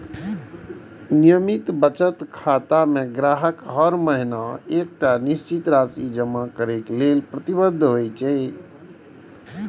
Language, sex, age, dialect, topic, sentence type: Maithili, male, 41-45, Eastern / Thethi, banking, statement